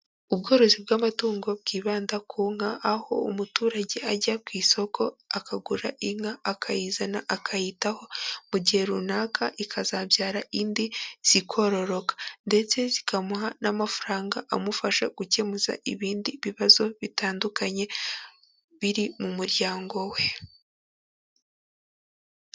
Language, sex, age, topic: Kinyarwanda, female, 18-24, agriculture